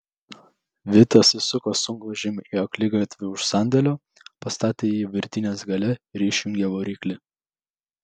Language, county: Lithuanian, Vilnius